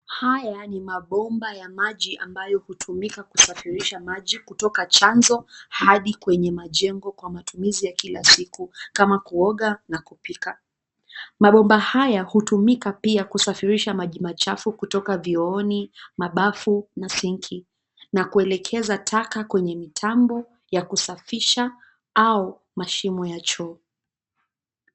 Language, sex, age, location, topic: Swahili, female, 25-35, Nairobi, government